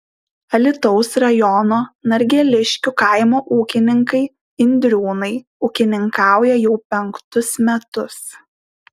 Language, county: Lithuanian, Šiauliai